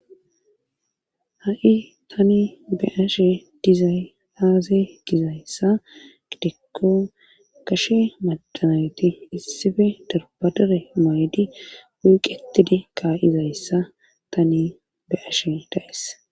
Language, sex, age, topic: Gamo, female, 25-35, government